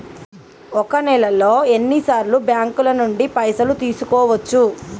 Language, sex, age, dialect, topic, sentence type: Telugu, male, 18-24, Telangana, banking, question